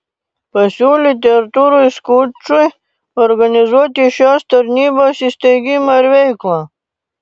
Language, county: Lithuanian, Panevėžys